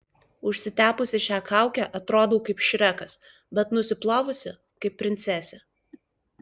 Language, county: Lithuanian, Klaipėda